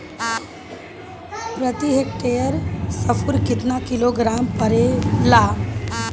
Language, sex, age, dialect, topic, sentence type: Bhojpuri, female, 31-35, Southern / Standard, agriculture, question